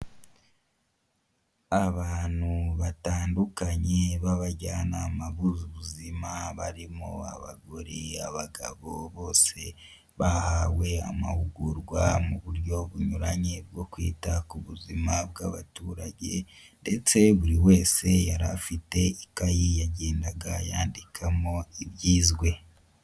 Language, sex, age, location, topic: Kinyarwanda, male, 25-35, Huye, health